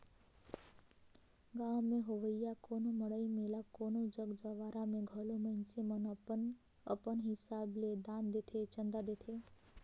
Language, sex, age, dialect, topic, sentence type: Chhattisgarhi, female, 18-24, Northern/Bhandar, banking, statement